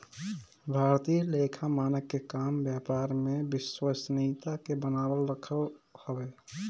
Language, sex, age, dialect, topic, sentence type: Bhojpuri, male, 18-24, Northern, banking, statement